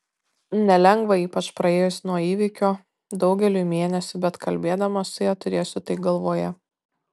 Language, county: Lithuanian, Kaunas